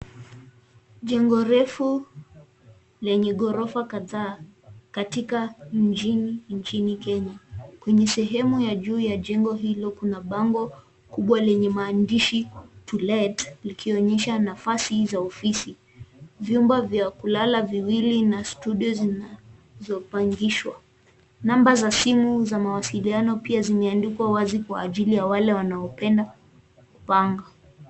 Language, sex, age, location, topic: Swahili, female, 18-24, Nairobi, finance